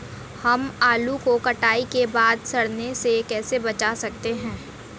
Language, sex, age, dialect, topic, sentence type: Hindi, female, 18-24, Marwari Dhudhari, agriculture, question